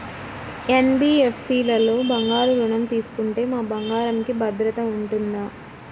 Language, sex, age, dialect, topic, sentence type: Telugu, female, 51-55, Central/Coastal, banking, question